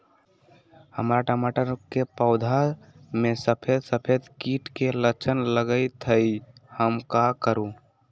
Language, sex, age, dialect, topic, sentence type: Magahi, male, 18-24, Western, agriculture, question